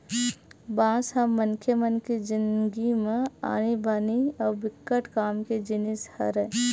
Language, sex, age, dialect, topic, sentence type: Chhattisgarhi, female, 25-30, Western/Budati/Khatahi, agriculture, statement